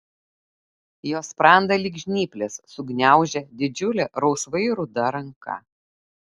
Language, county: Lithuanian, Kaunas